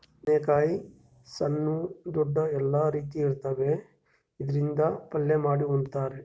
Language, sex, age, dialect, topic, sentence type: Kannada, male, 31-35, Northeastern, agriculture, statement